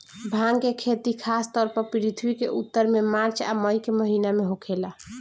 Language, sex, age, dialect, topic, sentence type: Bhojpuri, female, 18-24, Southern / Standard, agriculture, statement